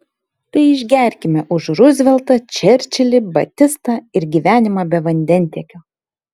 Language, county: Lithuanian, Kaunas